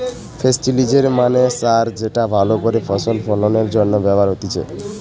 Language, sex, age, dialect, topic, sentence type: Bengali, male, 18-24, Western, agriculture, statement